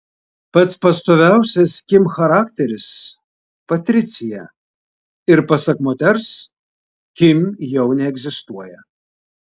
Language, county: Lithuanian, Vilnius